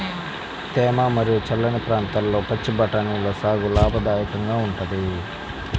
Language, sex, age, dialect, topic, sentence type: Telugu, male, 25-30, Central/Coastal, agriculture, statement